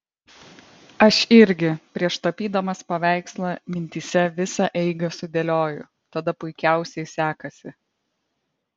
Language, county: Lithuanian, Vilnius